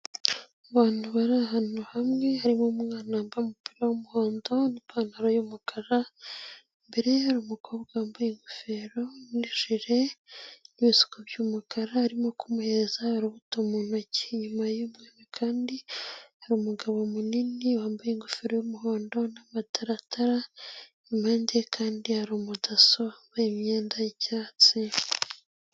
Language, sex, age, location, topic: Kinyarwanda, female, 18-24, Nyagatare, agriculture